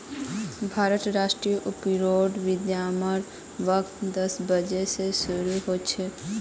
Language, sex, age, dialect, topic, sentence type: Magahi, female, 18-24, Northeastern/Surjapuri, banking, statement